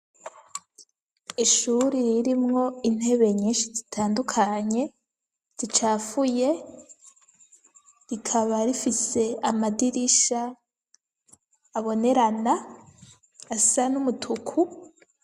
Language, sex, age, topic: Rundi, female, 25-35, education